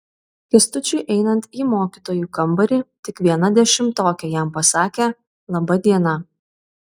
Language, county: Lithuanian, Vilnius